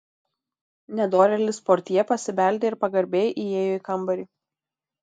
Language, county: Lithuanian, Tauragė